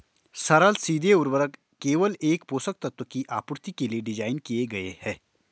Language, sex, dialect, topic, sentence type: Hindi, male, Marwari Dhudhari, agriculture, statement